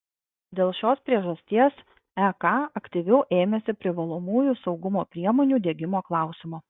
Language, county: Lithuanian, Klaipėda